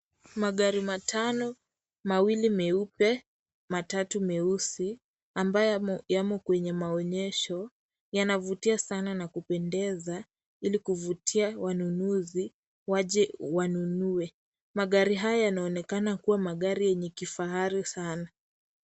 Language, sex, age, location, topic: Swahili, female, 18-24, Kisii, finance